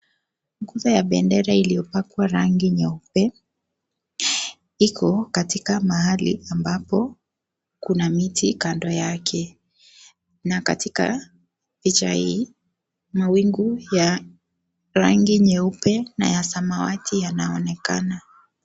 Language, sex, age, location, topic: Swahili, female, 25-35, Kisii, education